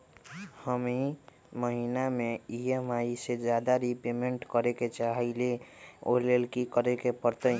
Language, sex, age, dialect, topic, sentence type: Magahi, male, 31-35, Western, banking, question